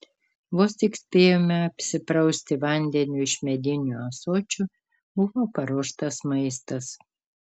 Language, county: Lithuanian, Kaunas